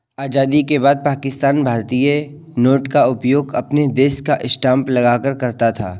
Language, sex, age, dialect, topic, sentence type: Hindi, male, 18-24, Kanauji Braj Bhasha, banking, statement